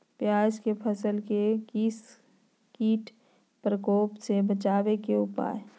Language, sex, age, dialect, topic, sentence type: Magahi, female, 51-55, Southern, agriculture, question